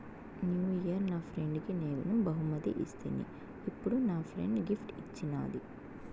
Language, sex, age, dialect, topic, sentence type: Telugu, female, 18-24, Southern, banking, statement